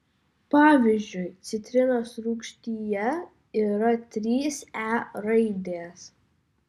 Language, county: Lithuanian, Vilnius